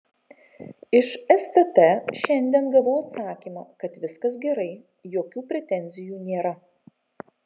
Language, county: Lithuanian, Kaunas